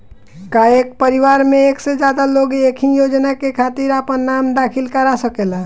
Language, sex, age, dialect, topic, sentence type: Bhojpuri, male, 18-24, Northern, banking, question